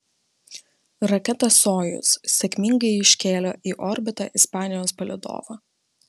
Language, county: Lithuanian, Vilnius